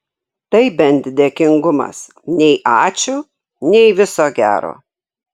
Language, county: Lithuanian, Šiauliai